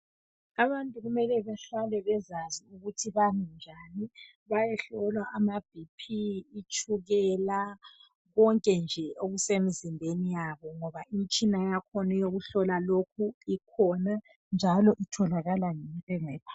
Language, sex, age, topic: North Ndebele, male, 25-35, health